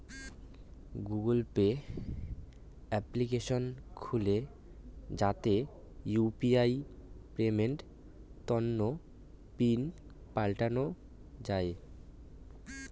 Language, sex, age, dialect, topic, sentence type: Bengali, male, 18-24, Rajbangshi, banking, statement